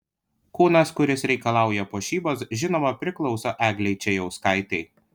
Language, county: Lithuanian, Panevėžys